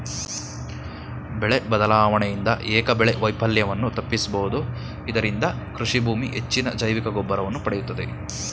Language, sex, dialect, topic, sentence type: Kannada, male, Mysore Kannada, agriculture, statement